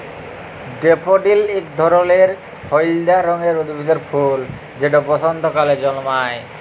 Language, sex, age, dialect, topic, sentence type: Bengali, male, 18-24, Jharkhandi, agriculture, statement